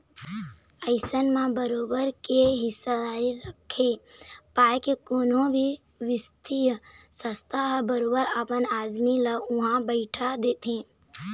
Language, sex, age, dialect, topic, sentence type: Chhattisgarhi, female, 18-24, Eastern, banking, statement